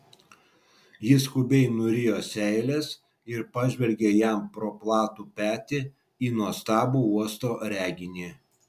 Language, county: Lithuanian, Vilnius